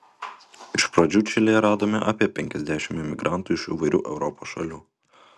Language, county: Lithuanian, Utena